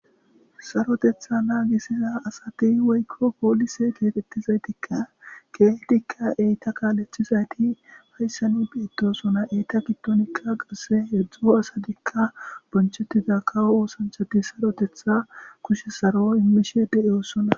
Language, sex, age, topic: Gamo, male, 25-35, government